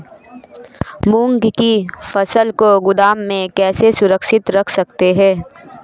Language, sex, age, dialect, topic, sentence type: Hindi, female, 25-30, Marwari Dhudhari, agriculture, question